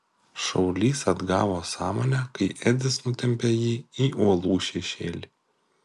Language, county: Lithuanian, Kaunas